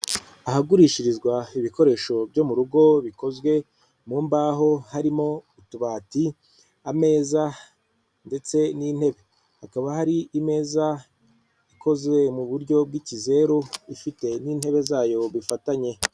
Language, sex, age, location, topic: Kinyarwanda, female, 36-49, Kigali, finance